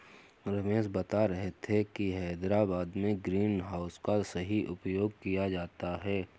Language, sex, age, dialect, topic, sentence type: Hindi, male, 18-24, Awadhi Bundeli, agriculture, statement